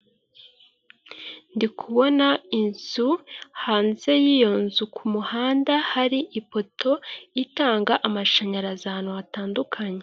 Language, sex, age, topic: Kinyarwanda, female, 25-35, government